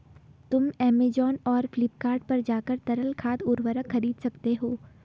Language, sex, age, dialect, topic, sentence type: Hindi, female, 18-24, Garhwali, agriculture, statement